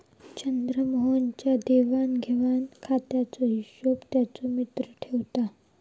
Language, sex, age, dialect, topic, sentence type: Marathi, female, 31-35, Southern Konkan, banking, statement